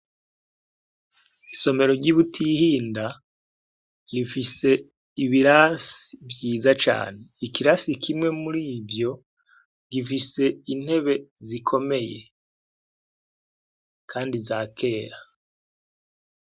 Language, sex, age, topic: Rundi, male, 36-49, education